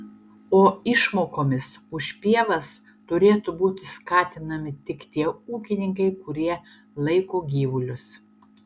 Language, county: Lithuanian, Šiauliai